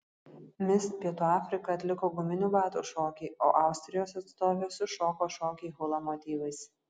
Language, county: Lithuanian, Kaunas